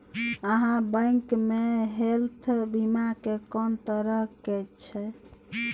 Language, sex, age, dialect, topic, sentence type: Maithili, female, 41-45, Bajjika, banking, question